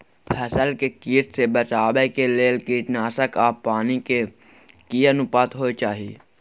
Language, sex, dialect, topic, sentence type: Maithili, male, Bajjika, agriculture, question